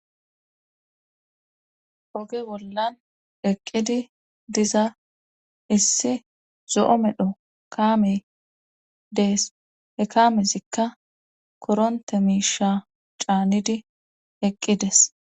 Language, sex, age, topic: Gamo, male, 25-35, government